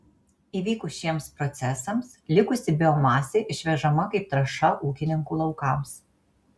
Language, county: Lithuanian, Marijampolė